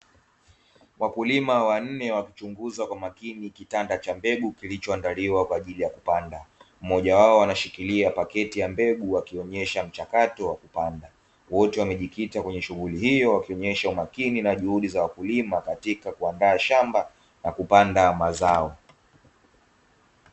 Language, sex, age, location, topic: Swahili, male, 25-35, Dar es Salaam, agriculture